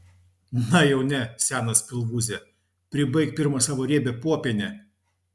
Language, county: Lithuanian, Klaipėda